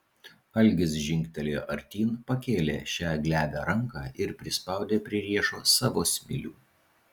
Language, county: Lithuanian, Vilnius